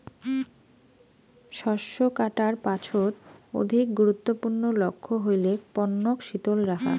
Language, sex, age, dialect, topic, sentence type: Bengali, female, 18-24, Rajbangshi, agriculture, statement